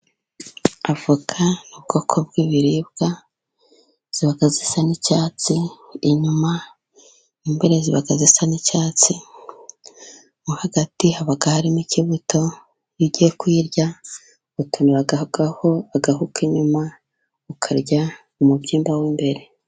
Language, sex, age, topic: Kinyarwanda, female, 18-24, agriculture